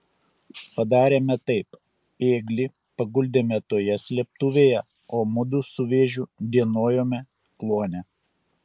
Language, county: Lithuanian, Kaunas